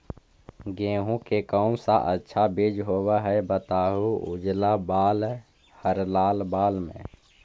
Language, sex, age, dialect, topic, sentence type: Magahi, male, 51-55, Central/Standard, agriculture, question